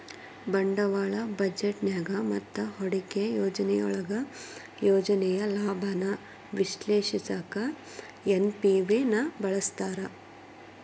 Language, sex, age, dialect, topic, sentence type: Kannada, female, 18-24, Dharwad Kannada, banking, statement